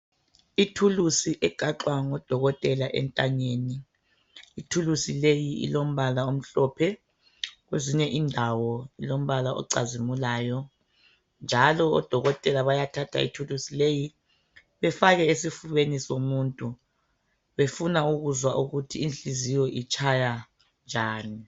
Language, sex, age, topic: North Ndebele, female, 36-49, health